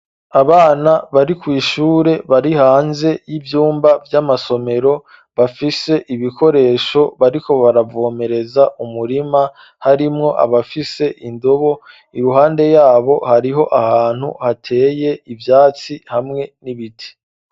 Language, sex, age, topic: Rundi, male, 25-35, education